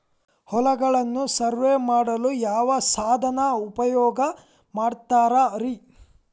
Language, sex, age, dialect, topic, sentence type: Kannada, male, 18-24, Dharwad Kannada, agriculture, question